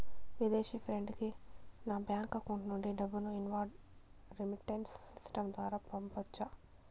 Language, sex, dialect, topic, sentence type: Telugu, female, Southern, banking, question